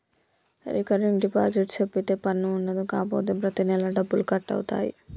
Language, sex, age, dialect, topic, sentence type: Telugu, female, 25-30, Telangana, banking, statement